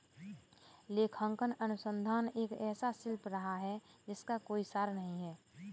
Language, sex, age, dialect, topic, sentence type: Hindi, female, 18-24, Kanauji Braj Bhasha, banking, statement